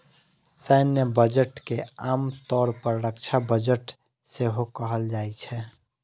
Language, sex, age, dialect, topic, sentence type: Maithili, female, 18-24, Eastern / Thethi, banking, statement